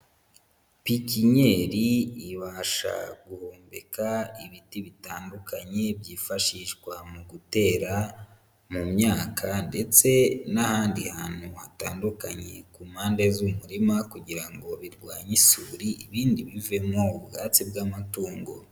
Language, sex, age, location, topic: Kinyarwanda, male, 25-35, Huye, agriculture